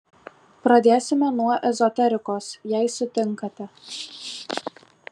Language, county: Lithuanian, Alytus